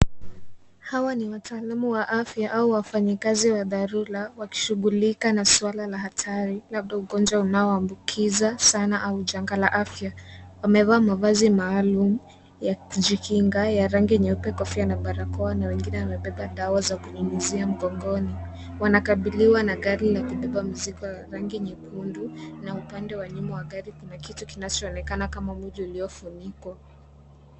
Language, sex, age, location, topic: Swahili, female, 18-24, Kisii, health